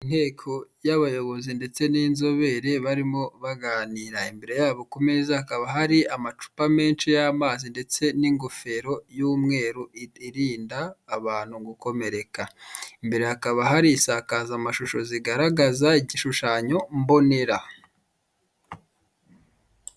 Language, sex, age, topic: Kinyarwanda, male, 25-35, government